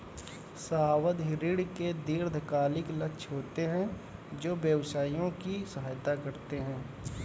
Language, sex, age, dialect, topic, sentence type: Hindi, male, 18-24, Kanauji Braj Bhasha, banking, statement